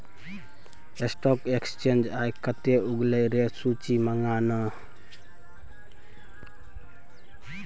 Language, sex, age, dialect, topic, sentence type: Maithili, male, 18-24, Bajjika, banking, statement